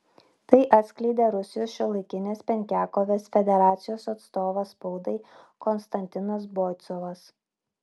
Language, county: Lithuanian, Klaipėda